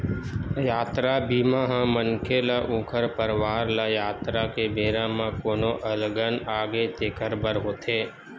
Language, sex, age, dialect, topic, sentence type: Chhattisgarhi, male, 25-30, Western/Budati/Khatahi, banking, statement